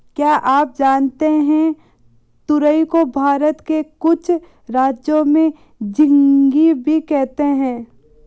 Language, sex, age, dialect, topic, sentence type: Hindi, female, 18-24, Marwari Dhudhari, agriculture, statement